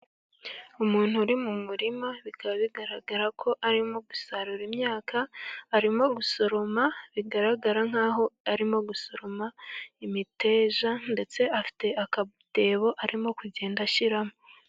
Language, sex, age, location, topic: Kinyarwanda, female, 18-24, Gakenke, agriculture